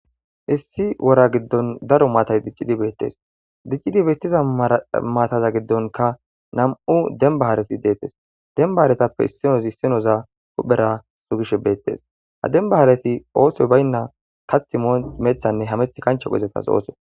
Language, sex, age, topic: Gamo, male, 25-35, agriculture